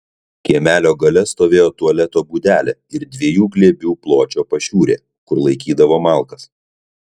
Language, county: Lithuanian, Kaunas